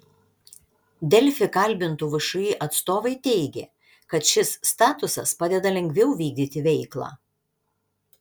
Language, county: Lithuanian, Šiauliai